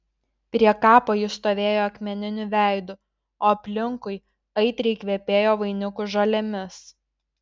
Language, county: Lithuanian, Šiauliai